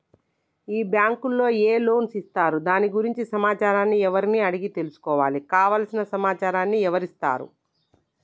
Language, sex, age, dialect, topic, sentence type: Telugu, male, 31-35, Telangana, banking, question